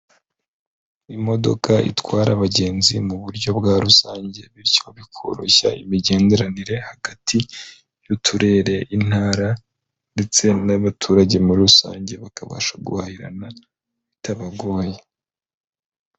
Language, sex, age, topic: Kinyarwanda, male, 25-35, government